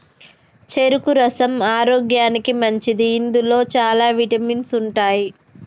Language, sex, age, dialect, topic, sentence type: Telugu, female, 31-35, Telangana, agriculture, statement